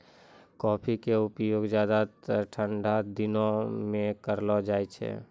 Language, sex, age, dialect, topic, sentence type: Maithili, male, 25-30, Angika, agriculture, statement